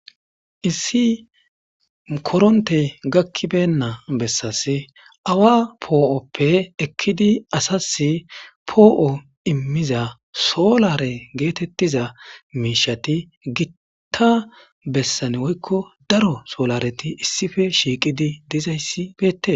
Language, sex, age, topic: Gamo, male, 18-24, government